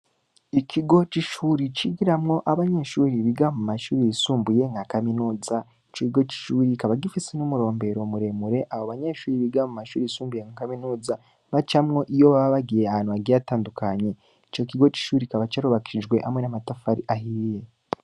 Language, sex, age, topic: Rundi, male, 18-24, education